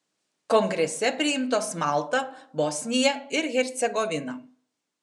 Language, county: Lithuanian, Tauragė